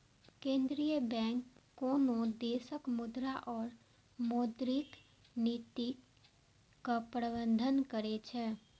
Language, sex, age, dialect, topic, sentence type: Maithili, female, 18-24, Eastern / Thethi, banking, statement